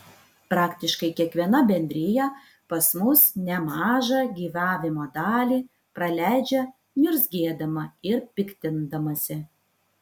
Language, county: Lithuanian, Vilnius